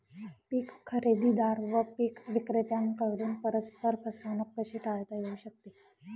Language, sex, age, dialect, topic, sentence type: Marathi, female, 56-60, Northern Konkan, agriculture, question